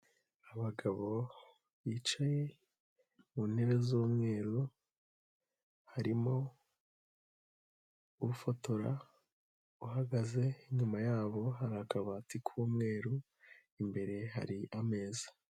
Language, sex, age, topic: Kinyarwanda, male, 18-24, government